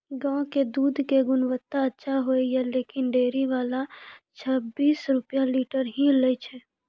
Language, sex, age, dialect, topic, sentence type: Maithili, female, 18-24, Angika, agriculture, question